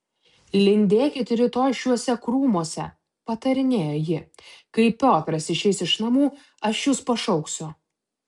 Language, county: Lithuanian, Utena